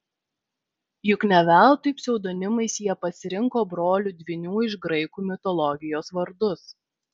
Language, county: Lithuanian, Vilnius